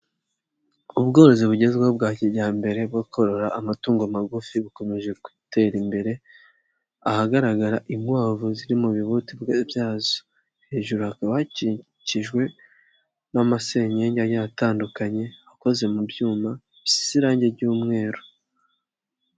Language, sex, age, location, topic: Kinyarwanda, male, 50+, Nyagatare, agriculture